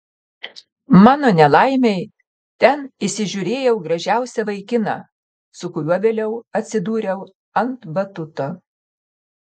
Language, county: Lithuanian, Panevėžys